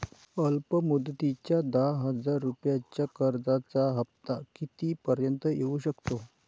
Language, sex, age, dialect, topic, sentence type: Marathi, male, 46-50, Northern Konkan, banking, question